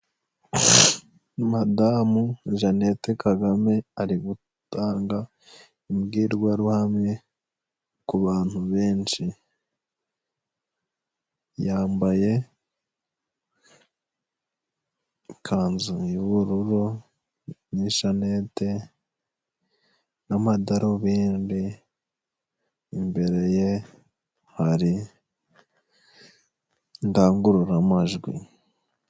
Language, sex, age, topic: Kinyarwanda, male, 25-35, health